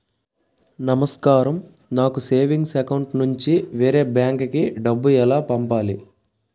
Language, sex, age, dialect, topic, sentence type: Telugu, male, 18-24, Utterandhra, banking, question